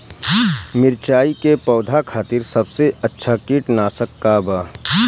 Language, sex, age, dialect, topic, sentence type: Bhojpuri, male, 31-35, Southern / Standard, agriculture, question